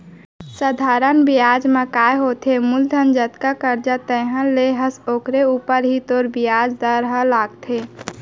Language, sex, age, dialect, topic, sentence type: Chhattisgarhi, female, 18-24, Central, banking, statement